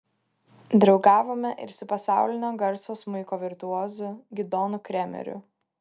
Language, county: Lithuanian, Kaunas